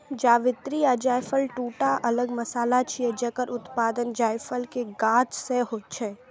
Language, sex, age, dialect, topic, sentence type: Maithili, female, 18-24, Eastern / Thethi, agriculture, statement